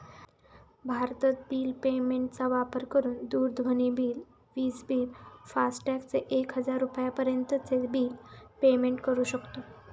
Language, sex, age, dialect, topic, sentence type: Marathi, female, 18-24, Northern Konkan, banking, statement